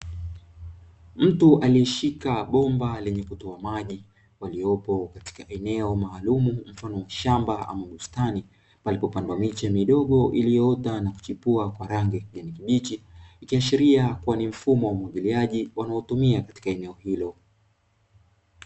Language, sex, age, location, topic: Swahili, male, 25-35, Dar es Salaam, agriculture